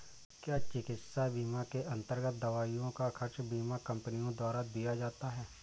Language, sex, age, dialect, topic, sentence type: Hindi, male, 25-30, Awadhi Bundeli, banking, question